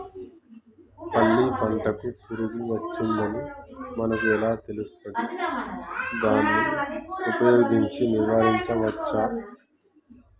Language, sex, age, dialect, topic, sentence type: Telugu, male, 31-35, Telangana, agriculture, question